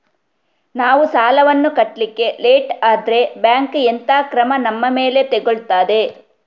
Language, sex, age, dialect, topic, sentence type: Kannada, female, 36-40, Coastal/Dakshin, banking, question